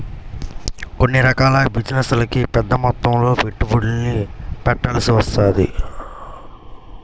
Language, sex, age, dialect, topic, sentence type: Telugu, male, 18-24, Central/Coastal, banking, statement